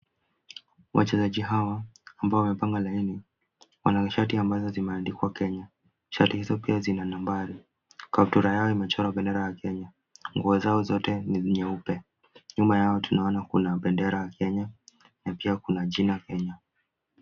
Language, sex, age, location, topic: Swahili, male, 18-24, Kisumu, government